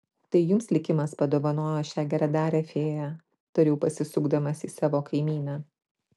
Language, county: Lithuanian, Klaipėda